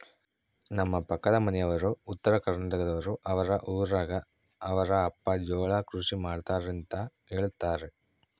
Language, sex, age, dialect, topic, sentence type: Kannada, male, 18-24, Central, agriculture, statement